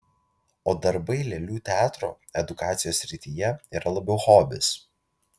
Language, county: Lithuanian, Vilnius